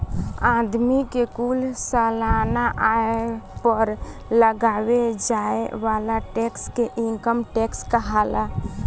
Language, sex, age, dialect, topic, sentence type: Bhojpuri, female, <18, Southern / Standard, banking, statement